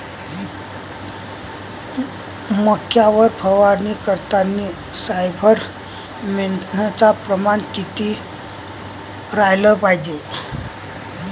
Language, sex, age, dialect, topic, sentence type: Marathi, male, 18-24, Varhadi, agriculture, question